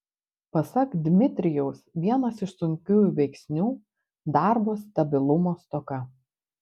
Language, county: Lithuanian, Panevėžys